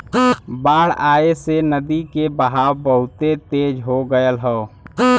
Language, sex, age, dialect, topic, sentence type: Bhojpuri, male, 18-24, Western, agriculture, statement